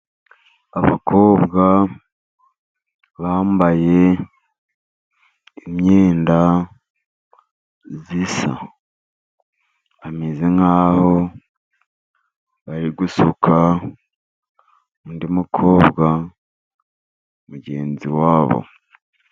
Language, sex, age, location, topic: Kinyarwanda, male, 50+, Musanze, education